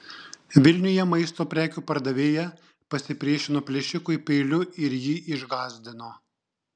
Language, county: Lithuanian, Šiauliai